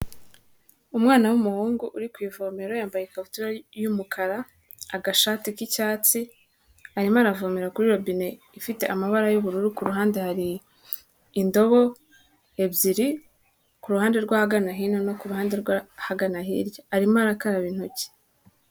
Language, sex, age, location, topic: Kinyarwanda, female, 18-24, Kigali, health